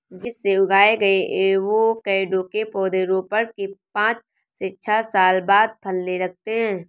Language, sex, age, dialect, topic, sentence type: Hindi, female, 18-24, Awadhi Bundeli, agriculture, statement